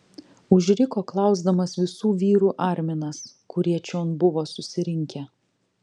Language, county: Lithuanian, Vilnius